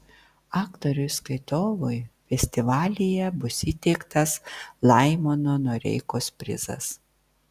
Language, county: Lithuanian, Vilnius